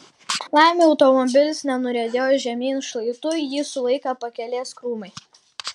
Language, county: Lithuanian, Kaunas